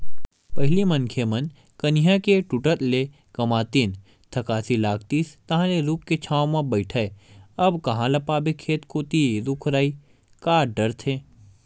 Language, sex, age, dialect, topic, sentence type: Chhattisgarhi, male, 18-24, Western/Budati/Khatahi, agriculture, statement